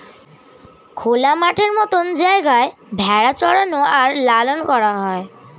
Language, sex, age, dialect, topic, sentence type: Bengali, male, <18, Standard Colloquial, agriculture, statement